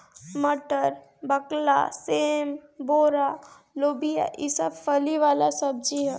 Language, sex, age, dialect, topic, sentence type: Bhojpuri, female, 41-45, Northern, agriculture, statement